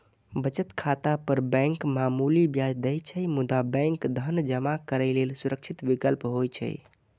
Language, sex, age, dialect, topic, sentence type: Maithili, male, 41-45, Eastern / Thethi, banking, statement